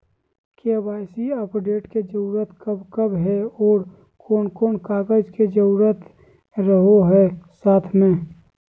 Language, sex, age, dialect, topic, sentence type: Magahi, female, 18-24, Southern, banking, question